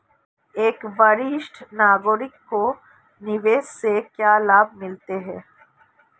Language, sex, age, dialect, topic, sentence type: Hindi, female, 36-40, Marwari Dhudhari, banking, question